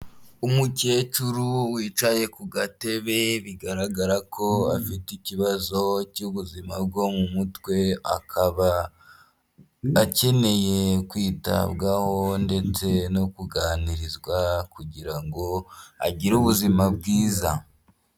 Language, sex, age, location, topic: Kinyarwanda, male, 25-35, Huye, health